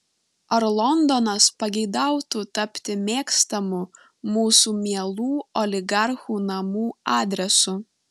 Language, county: Lithuanian, Panevėžys